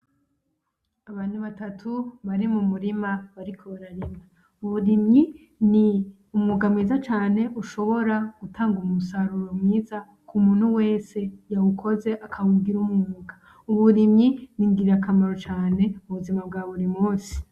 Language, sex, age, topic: Rundi, female, 25-35, agriculture